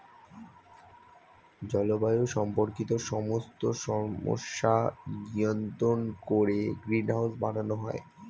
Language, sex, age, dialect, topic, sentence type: Bengali, male, 25-30, Standard Colloquial, agriculture, statement